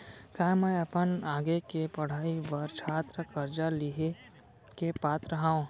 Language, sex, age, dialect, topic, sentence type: Chhattisgarhi, male, 18-24, Central, banking, statement